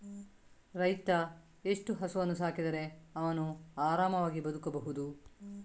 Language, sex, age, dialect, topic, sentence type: Kannada, female, 18-24, Coastal/Dakshin, agriculture, question